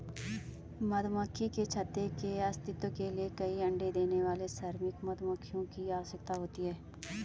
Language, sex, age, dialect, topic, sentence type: Hindi, female, 25-30, Garhwali, agriculture, statement